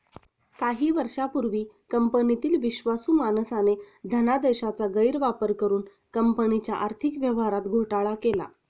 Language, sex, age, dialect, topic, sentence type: Marathi, female, 31-35, Standard Marathi, banking, statement